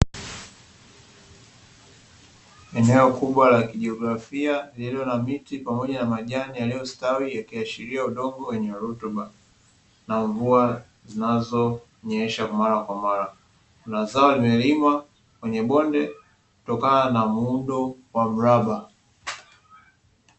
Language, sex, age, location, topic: Swahili, male, 18-24, Dar es Salaam, agriculture